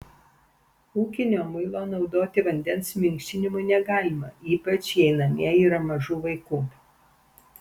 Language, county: Lithuanian, Panevėžys